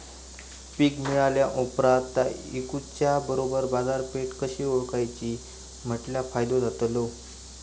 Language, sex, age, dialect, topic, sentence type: Marathi, male, 25-30, Southern Konkan, agriculture, question